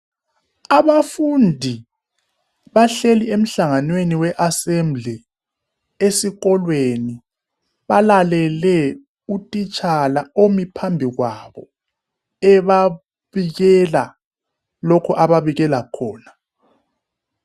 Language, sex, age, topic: North Ndebele, male, 36-49, education